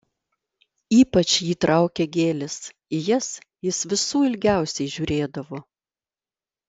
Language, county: Lithuanian, Vilnius